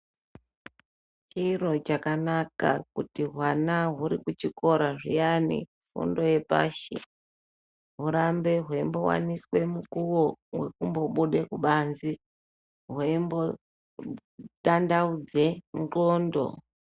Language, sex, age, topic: Ndau, male, 25-35, education